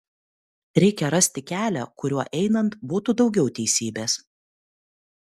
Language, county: Lithuanian, Kaunas